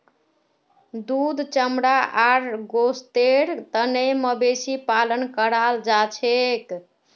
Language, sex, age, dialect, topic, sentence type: Magahi, female, 41-45, Northeastern/Surjapuri, agriculture, statement